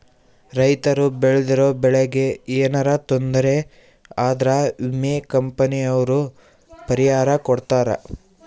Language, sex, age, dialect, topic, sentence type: Kannada, male, 18-24, Central, agriculture, statement